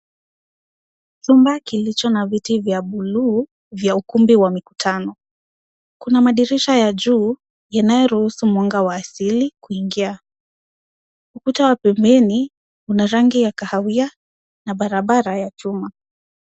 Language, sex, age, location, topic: Swahili, female, 18-24, Nairobi, education